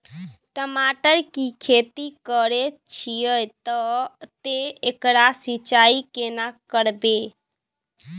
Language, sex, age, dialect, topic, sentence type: Maithili, female, 25-30, Bajjika, agriculture, question